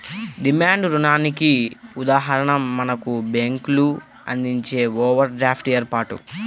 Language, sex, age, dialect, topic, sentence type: Telugu, male, 60-100, Central/Coastal, banking, statement